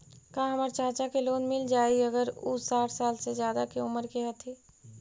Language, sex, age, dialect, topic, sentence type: Magahi, female, 51-55, Central/Standard, banking, statement